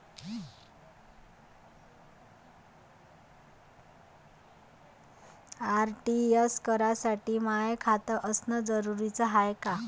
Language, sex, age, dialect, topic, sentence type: Marathi, female, 31-35, Varhadi, banking, question